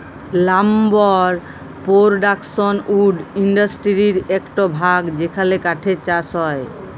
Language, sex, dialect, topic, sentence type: Bengali, female, Jharkhandi, agriculture, statement